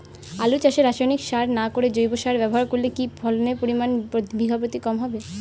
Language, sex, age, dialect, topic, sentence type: Bengali, female, 18-24, Rajbangshi, agriculture, question